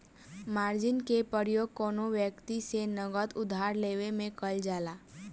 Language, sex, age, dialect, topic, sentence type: Bhojpuri, female, 18-24, Southern / Standard, banking, statement